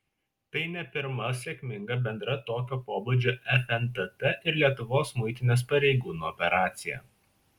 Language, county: Lithuanian, Šiauliai